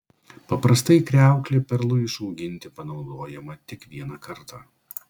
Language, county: Lithuanian, Klaipėda